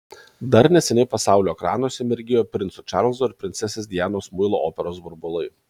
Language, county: Lithuanian, Kaunas